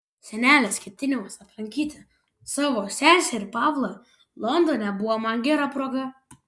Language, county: Lithuanian, Vilnius